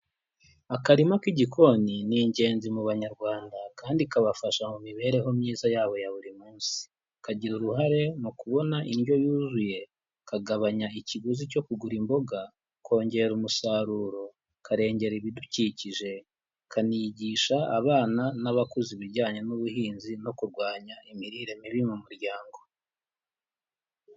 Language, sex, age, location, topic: Kinyarwanda, male, 25-35, Huye, agriculture